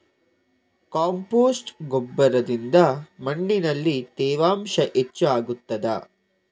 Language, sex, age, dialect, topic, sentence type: Kannada, male, 18-24, Coastal/Dakshin, agriculture, question